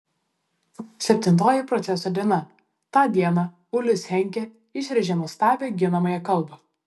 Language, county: Lithuanian, Vilnius